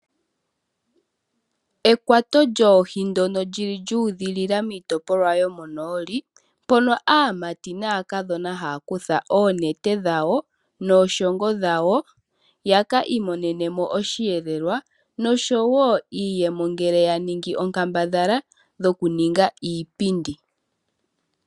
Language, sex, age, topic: Oshiwambo, female, 18-24, agriculture